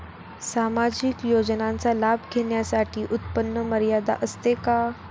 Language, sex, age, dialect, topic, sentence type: Marathi, female, 18-24, Standard Marathi, banking, question